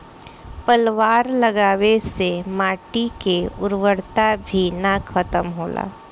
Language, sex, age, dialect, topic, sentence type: Bhojpuri, female, 25-30, Southern / Standard, agriculture, statement